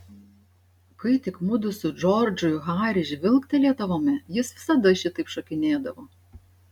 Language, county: Lithuanian, Šiauliai